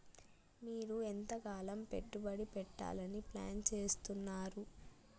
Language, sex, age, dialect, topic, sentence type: Telugu, female, 25-30, Telangana, banking, question